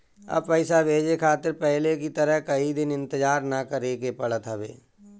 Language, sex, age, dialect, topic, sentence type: Bhojpuri, male, 36-40, Northern, banking, statement